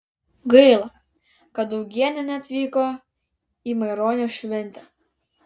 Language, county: Lithuanian, Vilnius